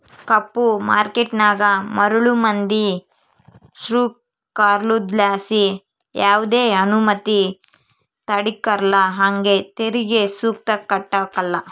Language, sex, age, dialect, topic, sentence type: Kannada, female, 18-24, Central, banking, statement